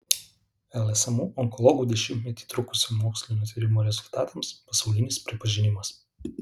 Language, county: Lithuanian, Alytus